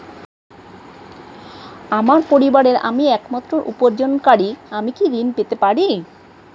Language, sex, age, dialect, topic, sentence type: Bengali, female, 36-40, Standard Colloquial, banking, question